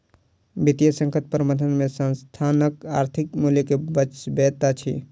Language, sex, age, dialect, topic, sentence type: Maithili, male, 60-100, Southern/Standard, banking, statement